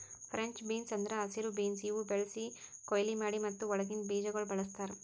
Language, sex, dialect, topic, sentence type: Kannada, female, Northeastern, agriculture, statement